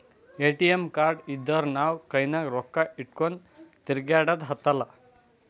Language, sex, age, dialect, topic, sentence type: Kannada, male, 18-24, Northeastern, banking, statement